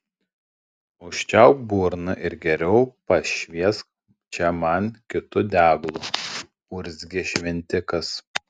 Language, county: Lithuanian, Panevėžys